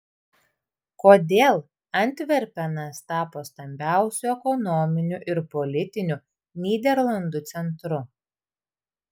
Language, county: Lithuanian, Vilnius